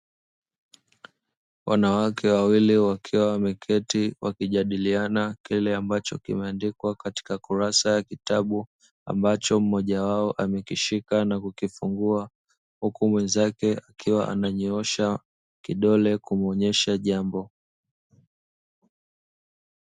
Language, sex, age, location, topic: Swahili, male, 25-35, Dar es Salaam, education